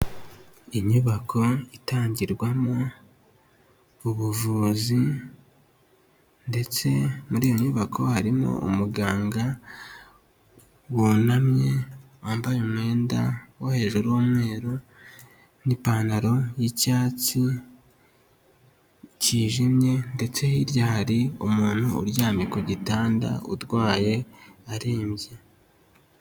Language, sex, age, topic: Kinyarwanda, male, 18-24, health